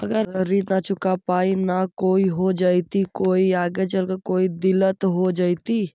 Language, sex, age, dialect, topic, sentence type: Magahi, male, 51-55, Central/Standard, banking, question